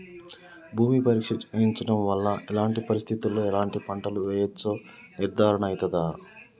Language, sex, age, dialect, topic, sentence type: Telugu, male, 31-35, Telangana, agriculture, question